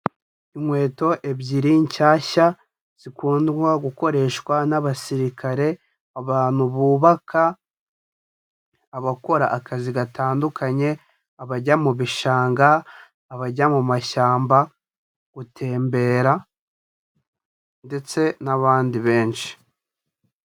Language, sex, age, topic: Kinyarwanda, male, 18-24, health